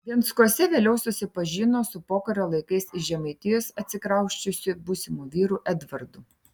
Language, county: Lithuanian, Klaipėda